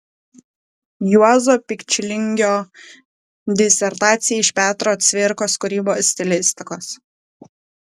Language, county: Lithuanian, Kaunas